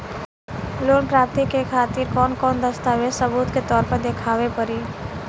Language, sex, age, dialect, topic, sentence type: Bhojpuri, female, 18-24, Western, banking, statement